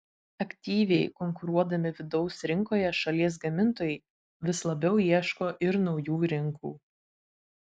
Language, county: Lithuanian, Vilnius